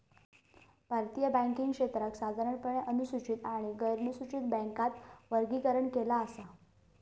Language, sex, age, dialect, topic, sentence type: Marathi, female, 18-24, Southern Konkan, banking, statement